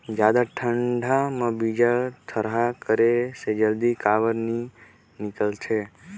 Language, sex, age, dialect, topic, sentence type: Chhattisgarhi, male, 18-24, Northern/Bhandar, agriculture, question